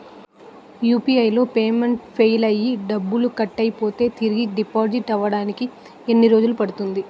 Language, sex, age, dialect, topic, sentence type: Telugu, female, 18-24, Utterandhra, banking, question